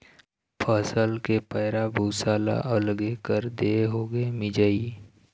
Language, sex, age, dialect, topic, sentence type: Chhattisgarhi, male, 18-24, Eastern, agriculture, statement